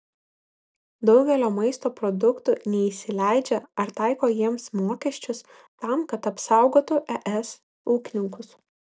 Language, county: Lithuanian, Vilnius